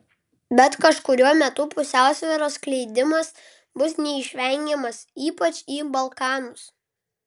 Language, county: Lithuanian, Klaipėda